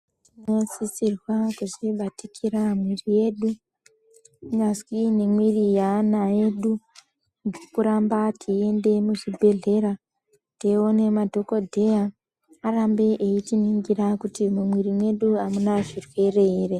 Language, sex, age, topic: Ndau, female, 25-35, health